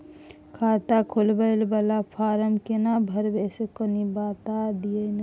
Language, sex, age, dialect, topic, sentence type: Maithili, male, 25-30, Bajjika, banking, question